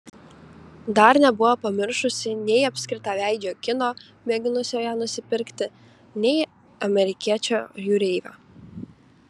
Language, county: Lithuanian, Kaunas